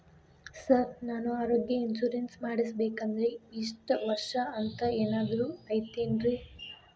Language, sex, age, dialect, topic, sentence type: Kannada, female, 25-30, Dharwad Kannada, banking, question